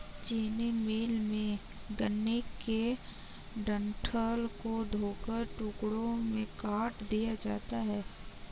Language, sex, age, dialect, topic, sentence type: Hindi, female, 18-24, Kanauji Braj Bhasha, agriculture, statement